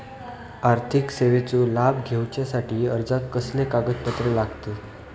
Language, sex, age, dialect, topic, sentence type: Marathi, male, 25-30, Southern Konkan, banking, question